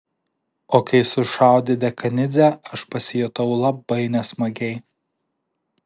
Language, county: Lithuanian, Alytus